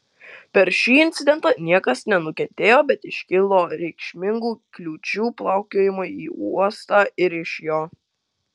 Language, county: Lithuanian, Kaunas